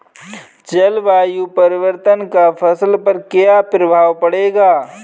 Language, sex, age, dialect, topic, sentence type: Hindi, male, 25-30, Kanauji Braj Bhasha, agriculture, question